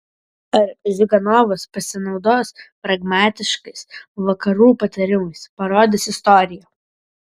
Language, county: Lithuanian, Vilnius